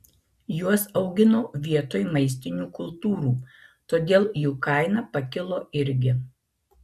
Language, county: Lithuanian, Marijampolė